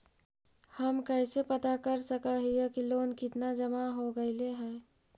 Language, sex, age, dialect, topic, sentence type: Magahi, female, 41-45, Central/Standard, banking, question